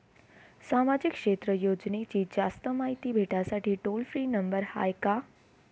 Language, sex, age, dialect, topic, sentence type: Marathi, female, 18-24, Varhadi, banking, question